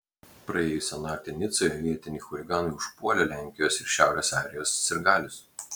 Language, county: Lithuanian, Klaipėda